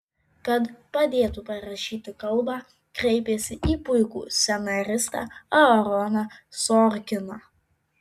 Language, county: Lithuanian, Vilnius